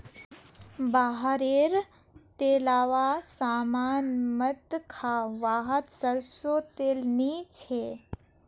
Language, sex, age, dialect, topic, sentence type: Magahi, female, 18-24, Northeastern/Surjapuri, agriculture, statement